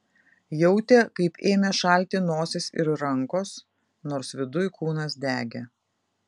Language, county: Lithuanian, Vilnius